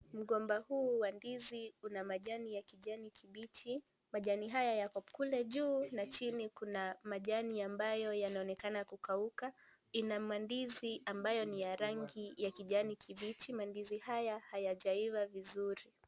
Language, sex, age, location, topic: Swahili, female, 18-24, Kisii, agriculture